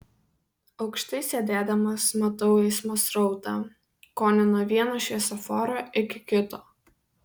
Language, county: Lithuanian, Vilnius